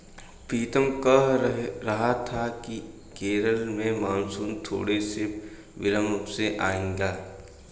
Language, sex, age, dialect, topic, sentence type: Hindi, male, 25-30, Hindustani Malvi Khadi Boli, agriculture, statement